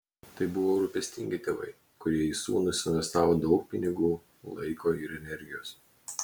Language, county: Lithuanian, Klaipėda